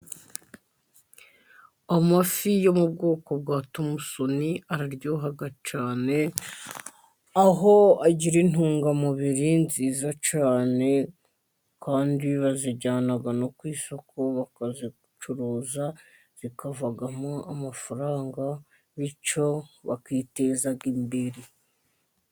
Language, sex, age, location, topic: Kinyarwanda, female, 50+, Musanze, agriculture